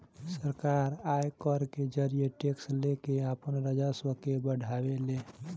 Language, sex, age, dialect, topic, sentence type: Bhojpuri, male, 18-24, Southern / Standard, banking, statement